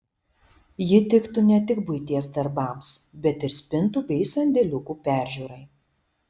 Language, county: Lithuanian, Šiauliai